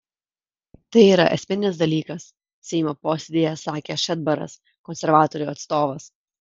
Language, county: Lithuanian, Kaunas